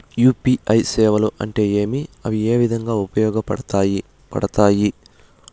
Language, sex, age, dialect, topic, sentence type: Telugu, male, 18-24, Southern, banking, question